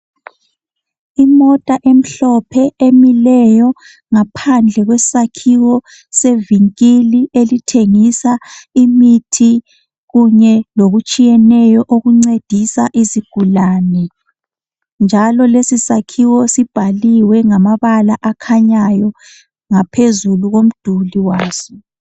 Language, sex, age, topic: North Ndebele, male, 25-35, health